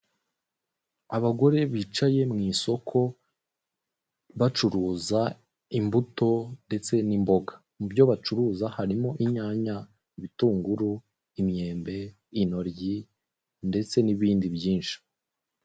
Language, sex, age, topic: Kinyarwanda, male, 18-24, finance